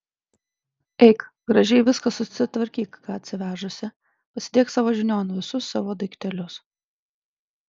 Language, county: Lithuanian, Klaipėda